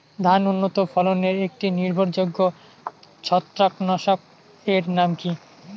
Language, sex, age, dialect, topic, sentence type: Bengali, male, 18-24, Rajbangshi, agriculture, question